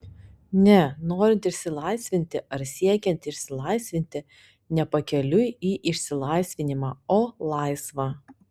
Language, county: Lithuanian, Panevėžys